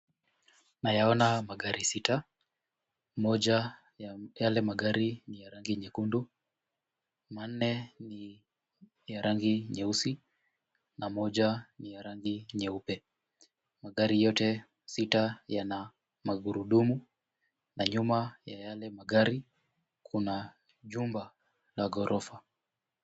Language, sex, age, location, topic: Swahili, male, 18-24, Kisumu, finance